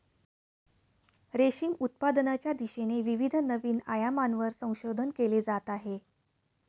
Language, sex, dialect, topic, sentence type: Marathi, female, Standard Marathi, agriculture, statement